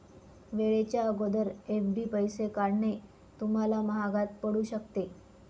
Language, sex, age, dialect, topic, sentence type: Marathi, female, 25-30, Northern Konkan, banking, statement